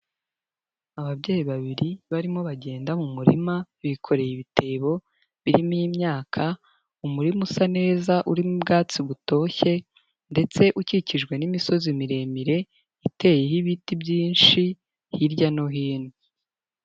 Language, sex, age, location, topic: Kinyarwanda, female, 18-24, Nyagatare, agriculture